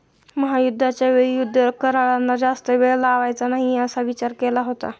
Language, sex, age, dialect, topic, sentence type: Marathi, male, 51-55, Standard Marathi, banking, statement